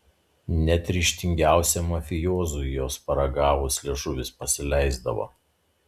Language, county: Lithuanian, Šiauliai